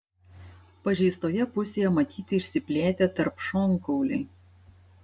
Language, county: Lithuanian, Šiauliai